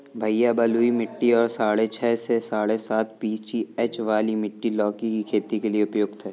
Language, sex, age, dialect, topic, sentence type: Hindi, male, 25-30, Kanauji Braj Bhasha, agriculture, statement